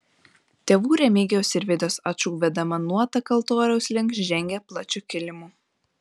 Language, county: Lithuanian, Panevėžys